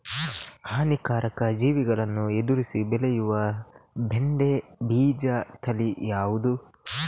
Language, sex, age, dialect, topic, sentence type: Kannada, male, 56-60, Coastal/Dakshin, agriculture, question